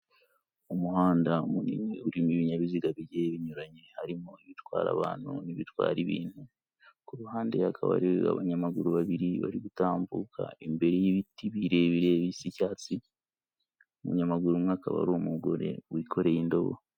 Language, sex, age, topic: Kinyarwanda, male, 25-35, government